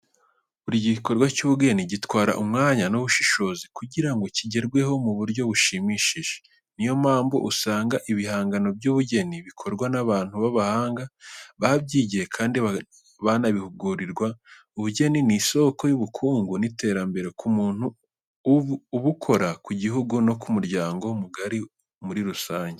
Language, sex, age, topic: Kinyarwanda, male, 18-24, education